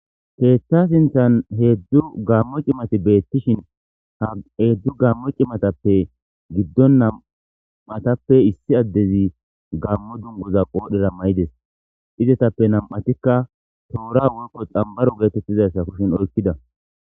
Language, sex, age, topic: Gamo, male, 25-35, government